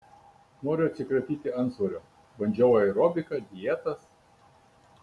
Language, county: Lithuanian, Kaunas